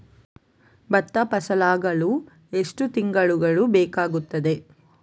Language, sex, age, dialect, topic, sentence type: Kannada, female, 41-45, Coastal/Dakshin, agriculture, question